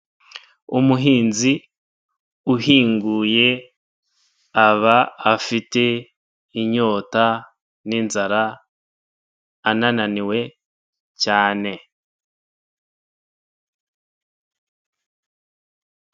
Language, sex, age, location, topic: Kinyarwanda, male, 25-35, Nyagatare, government